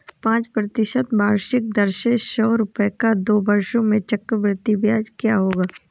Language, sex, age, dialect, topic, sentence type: Hindi, female, 18-24, Awadhi Bundeli, banking, statement